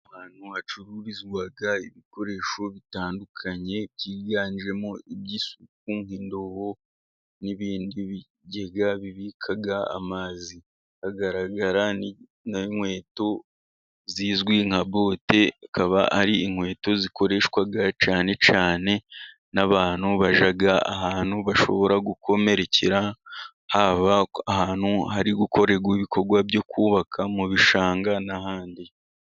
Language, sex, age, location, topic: Kinyarwanda, male, 18-24, Musanze, finance